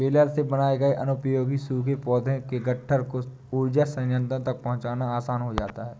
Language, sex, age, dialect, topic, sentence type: Hindi, male, 18-24, Awadhi Bundeli, agriculture, statement